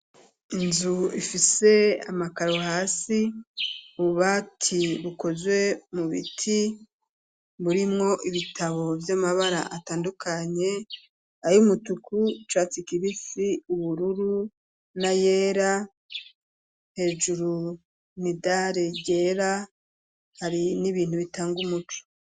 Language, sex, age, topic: Rundi, female, 36-49, education